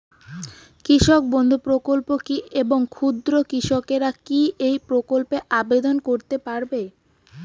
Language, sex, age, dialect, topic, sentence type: Bengali, female, 18-24, Rajbangshi, agriculture, question